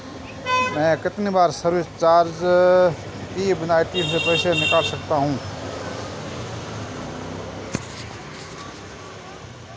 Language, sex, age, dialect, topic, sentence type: Hindi, male, 31-35, Marwari Dhudhari, banking, question